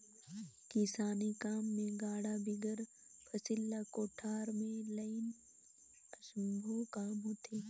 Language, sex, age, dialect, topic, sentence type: Chhattisgarhi, female, 18-24, Northern/Bhandar, agriculture, statement